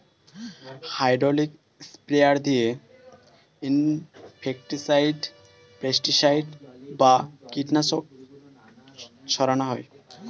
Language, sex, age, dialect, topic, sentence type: Bengali, male, 18-24, Standard Colloquial, agriculture, statement